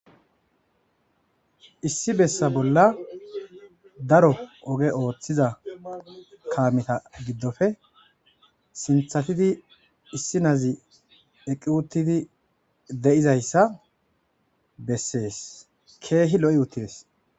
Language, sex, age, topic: Gamo, male, 25-35, agriculture